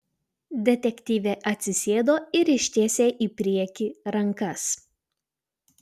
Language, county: Lithuanian, Utena